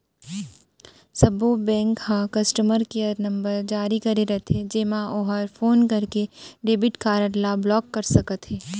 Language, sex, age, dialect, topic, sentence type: Chhattisgarhi, female, 18-24, Central, banking, statement